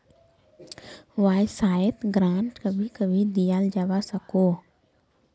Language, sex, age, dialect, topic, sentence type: Magahi, female, 25-30, Northeastern/Surjapuri, banking, statement